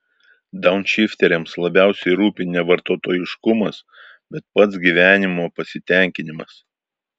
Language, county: Lithuanian, Vilnius